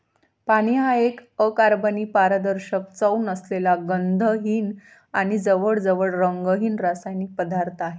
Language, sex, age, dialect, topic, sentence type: Marathi, female, 25-30, Varhadi, agriculture, statement